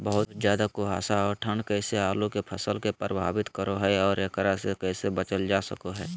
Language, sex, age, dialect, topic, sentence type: Magahi, male, 18-24, Southern, agriculture, question